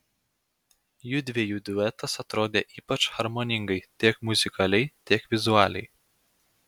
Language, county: Lithuanian, Klaipėda